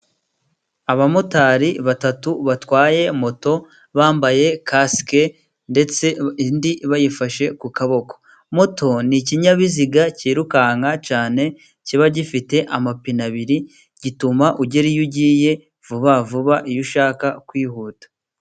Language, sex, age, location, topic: Kinyarwanda, male, 25-35, Burera, government